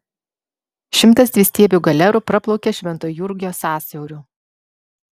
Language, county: Lithuanian, Vilnius